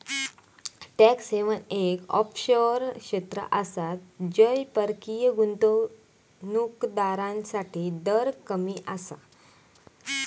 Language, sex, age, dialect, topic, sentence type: Marathi, female, 31-35, Southern Konkan, banking, statement